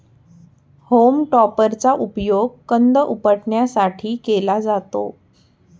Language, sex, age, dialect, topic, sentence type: Marathi, female, 18-24, Standard Marathi, agriculture, statement